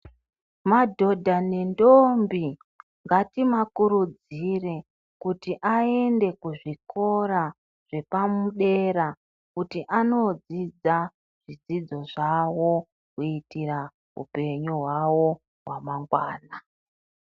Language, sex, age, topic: Ndau, female, 36-49, education